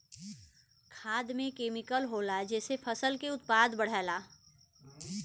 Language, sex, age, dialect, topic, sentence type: Bhojpuri, female, 41-45, Western, agriculture, statement